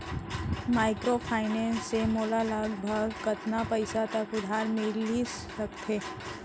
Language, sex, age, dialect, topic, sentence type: Chhattisgarhi, female, 18-24, Central, banking, question